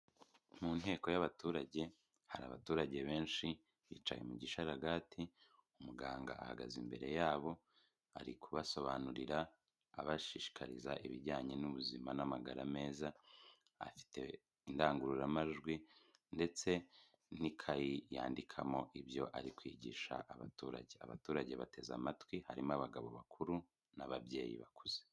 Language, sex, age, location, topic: Kinyarwanda, male, 25-35, Kigali, health